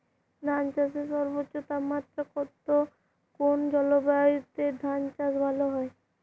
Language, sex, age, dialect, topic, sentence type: Bengali, female, 18-24, Jharkhandi, agriculture, question